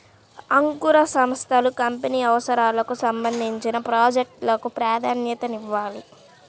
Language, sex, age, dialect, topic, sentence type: Telugu, male, 25-30, Central/Coastal, banking, statement